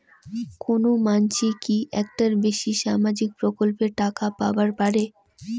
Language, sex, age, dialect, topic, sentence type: Bengali, female, 18-24, Rajbangshi, banking, question